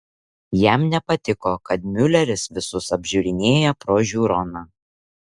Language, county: Lithuanian, Šiauliai